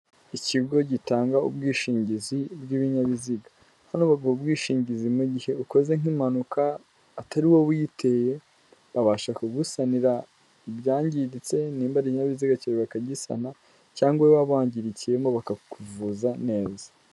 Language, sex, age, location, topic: Kinyarwanda, female, 18-24, Kigali, finance